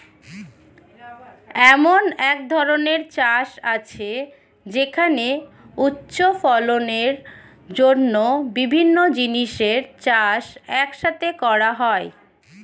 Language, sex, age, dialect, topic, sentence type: Bengali, female, 25-30, Standard Colloquial, agriculture, statement